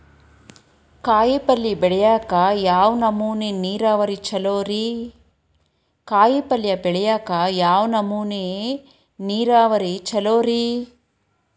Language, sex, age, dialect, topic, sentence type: Kannada, female, 31-35, Dharwad Kannada, agriculture, question